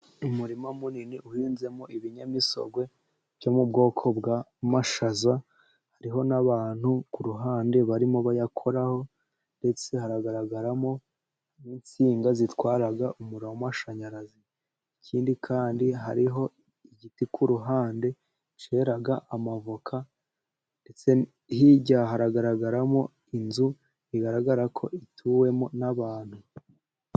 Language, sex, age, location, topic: Kinyarwanda, male, 18-24, Musanze, agriculture